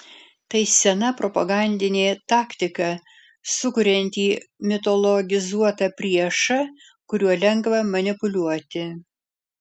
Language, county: Lithuanian, Alytus